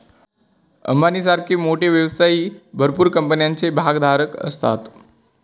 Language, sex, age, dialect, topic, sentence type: Marathi, male, 18-24, Northern Konkan, banking, statement